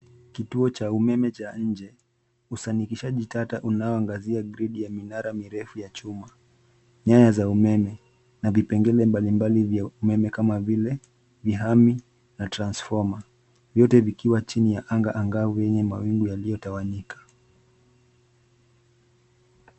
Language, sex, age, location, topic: Swahili, male, 25-35, Nairobi, health